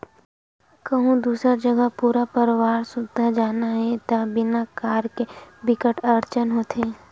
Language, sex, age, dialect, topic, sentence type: Chhattisgarhi, female, 51-55, Western/Budati/Khatahi, banking, statement